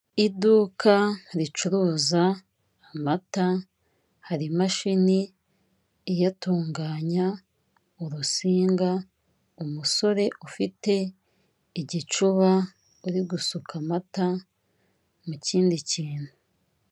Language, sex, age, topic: Kinyarwanda, female, 36-49, finance